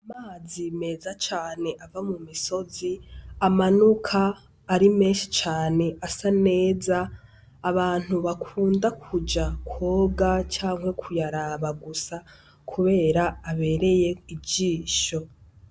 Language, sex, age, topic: Rundi, female, 18-24, agriculture